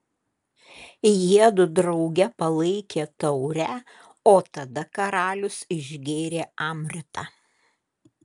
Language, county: Lithuanian, Kaunas